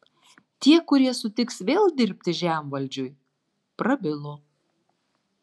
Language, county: Lithuanian, Marijampolė